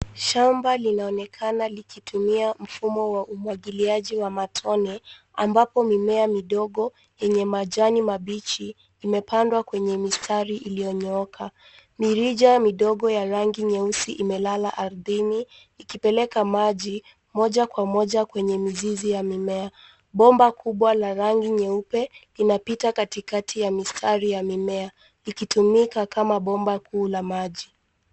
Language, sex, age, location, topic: Swahili, female, 18-24, Nairobi, agriculture